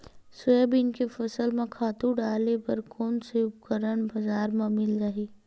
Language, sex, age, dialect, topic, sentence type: Chhattisgarhi, female, 18-24, Western/Budati/Khatahi, agriculture, question